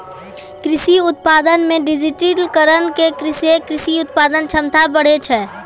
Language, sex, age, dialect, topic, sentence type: Maithili, female, 18-24, Angika, agriculture, statement